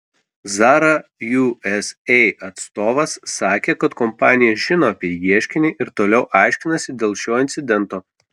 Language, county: Lithuanian, Kaunas